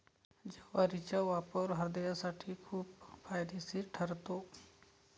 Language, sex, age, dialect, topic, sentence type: Marathi, male, 31-35, Varhadi, agriculture, statement